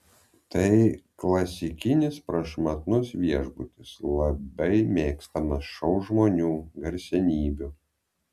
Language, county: Lithuanian, Vilnius